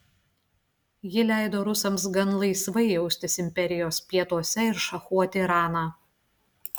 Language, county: Lithuanian, Klaipėda